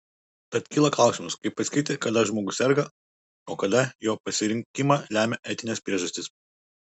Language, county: Lithuanian, Utena